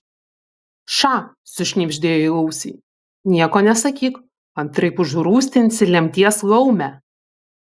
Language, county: Lithuanian, Vilnius